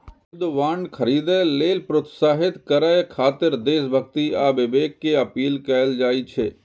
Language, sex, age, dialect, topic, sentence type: Maithili, male, 31-35, Eastern / Thethi, banking, statement